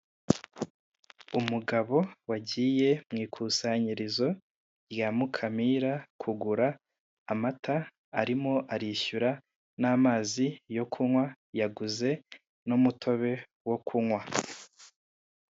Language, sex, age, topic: Kinyarwanda, male, 18-24, finance